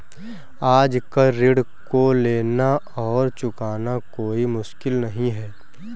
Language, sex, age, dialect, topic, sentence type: Hindi, male, 18-24, Awadhi Bundeli, banking, statement